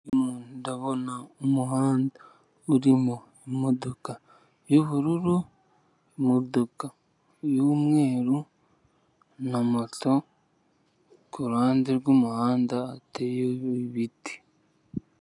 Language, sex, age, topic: Kinyarwanda, male, 18-24, government